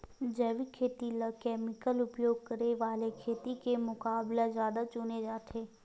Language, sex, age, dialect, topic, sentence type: Chhattisgarhi, female, 18-24, Western/Budati/Khatahi, agriculture, statement